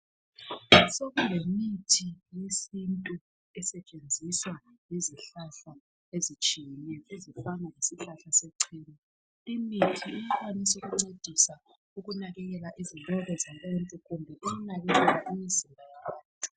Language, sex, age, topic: North Ndebele, female, 25-35, health